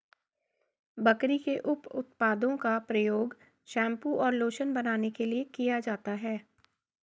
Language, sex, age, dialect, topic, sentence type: Hindi, female, 51-55, Garhwali, agriculture, statement